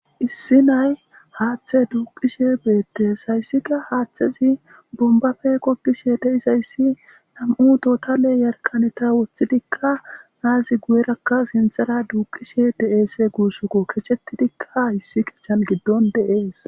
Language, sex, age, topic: Gamo, male, 18-24, government